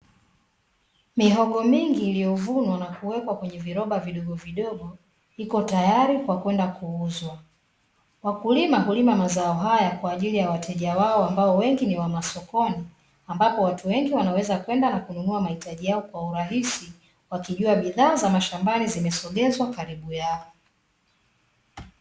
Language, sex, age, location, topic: Swahili, female, 25-35, Dar es Salaam, agriculture